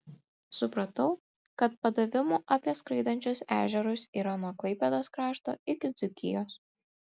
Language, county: Lithuanian, Kaunas